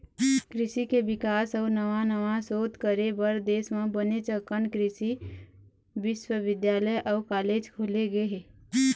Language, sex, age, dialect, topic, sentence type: Chhattisgarhi, female, 18-24, Eastern, agriculture, statement